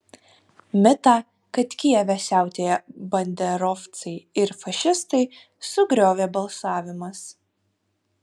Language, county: Lithuanian, Kaunas